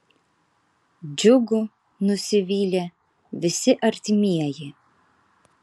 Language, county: Lithuanian, Kaunas